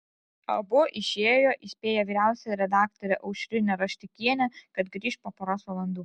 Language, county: Lithuanian, Alytus